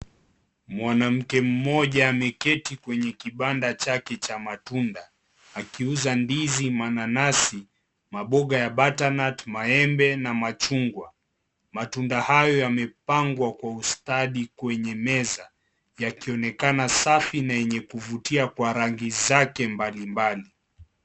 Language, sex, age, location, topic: Swahili, male, 25-35, Kisii, finance